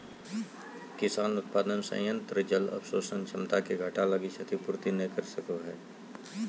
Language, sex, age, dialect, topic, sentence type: Magahi, male, 36-40, Southern, agriculture, statement